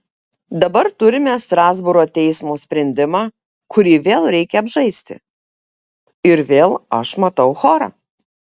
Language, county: Lithuanian, Šiauliai